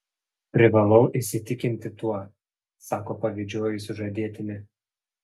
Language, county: Lithuanian, Panevėžys